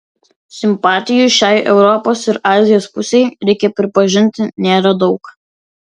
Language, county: Lithuanian, Vilnius